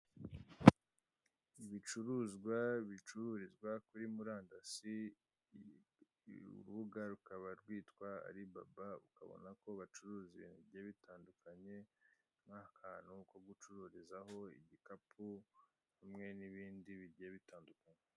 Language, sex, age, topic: Kinyarwanda, male, 25-35, finance